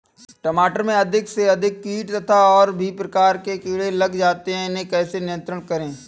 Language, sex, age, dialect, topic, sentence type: Hindi, male, 25-30, Awadhi Bundeli, agriculture, question